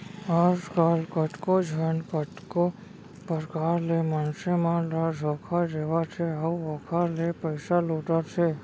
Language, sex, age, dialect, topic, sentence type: Chhattisgarhi, male, 46-50, Central, banking, statement